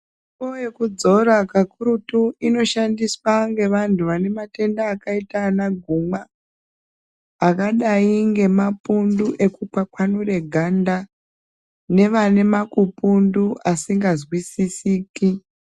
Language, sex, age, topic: Ndau, female, 36-49, health